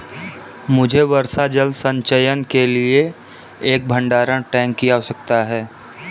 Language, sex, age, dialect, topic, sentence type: Hindi, male, 25-30, Kanauji Braj Bhasha, agriculture, statement